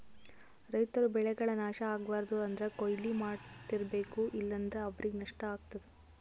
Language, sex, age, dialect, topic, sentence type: Kannada, female, 18-24, Northeastern, agriculture, statement